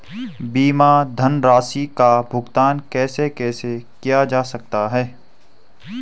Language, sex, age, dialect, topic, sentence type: Hindi, male, 18-24, Garhwali, banking, question